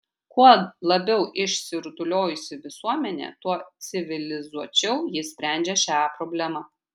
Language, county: Lithuanian, Kaunas